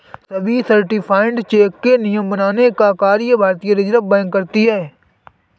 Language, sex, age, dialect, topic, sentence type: Hindi, male, 25-30, Awadhi Bundeli, banking, statement